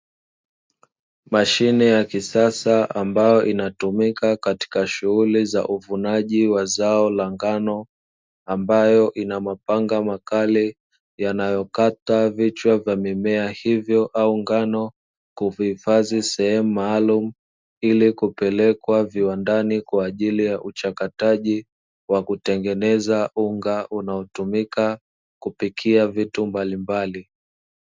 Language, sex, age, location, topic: Swahili, male, 25-35, Dar es Salaam, agriculture